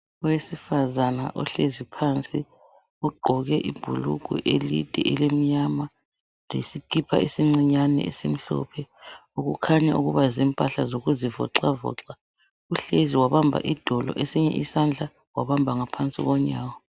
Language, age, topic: North Ndebele, 36-49, health